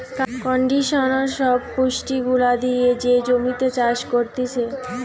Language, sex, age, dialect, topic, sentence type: Bengali, female, 18-24, Western, agriculture, statement